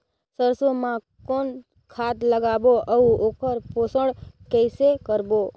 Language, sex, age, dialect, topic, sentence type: Chhattisgarhi, female, 25-30, Northern/Bhandar, agriculture, question